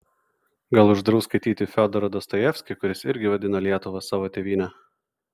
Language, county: Lithuanian, Vilnius